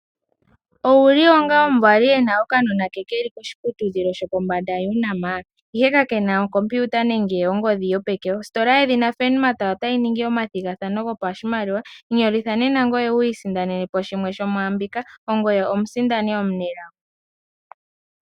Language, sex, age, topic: Oshiwambo, female, 18-24, finance